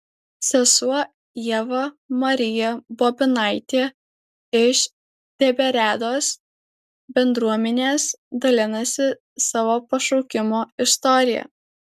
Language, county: Lithuanian, Alytus